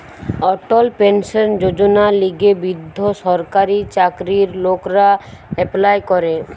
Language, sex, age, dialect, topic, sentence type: Bengali, female, 18-24, Western, banking, statement